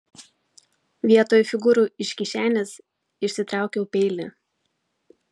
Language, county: Lithuanian, Vilnius